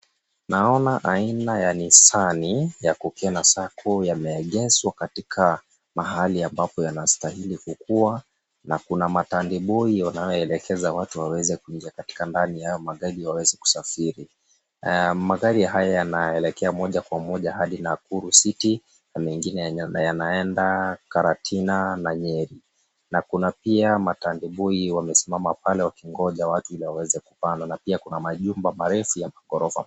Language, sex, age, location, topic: Swahili, male, 25-35, Nairobi, government